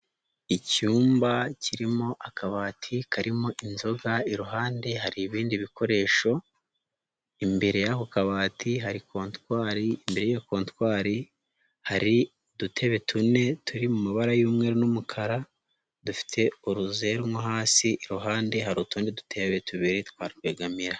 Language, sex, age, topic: Kinyarwanda, female, 25-35, finance